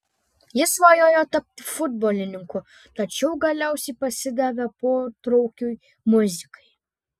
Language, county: Lithuanian, Panevėžys